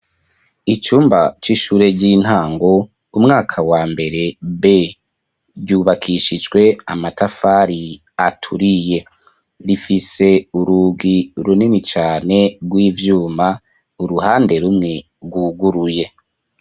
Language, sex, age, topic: Rundi, male, 25-35, education